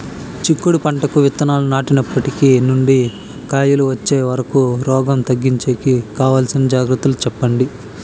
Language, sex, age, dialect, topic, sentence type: Telugu, male, 18-24, Southern, agriculture, question